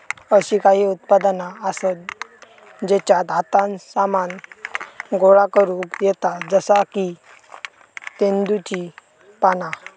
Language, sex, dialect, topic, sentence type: Marathi, male, Southern Konkan, agriculture, statement